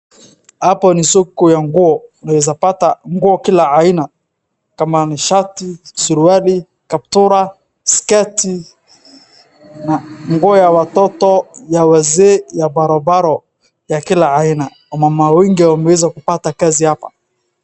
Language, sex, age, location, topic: Swahili, male, 36-49, Wajir, finance